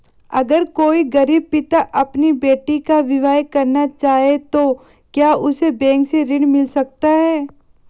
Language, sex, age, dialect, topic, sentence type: Hindi, female, 18-24, Marwari Dhudhari, banking, question